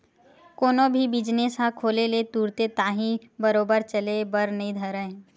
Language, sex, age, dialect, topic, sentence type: Chhattisgarhi, female, 18-24, Western/Budati/Khatahi, banking, statement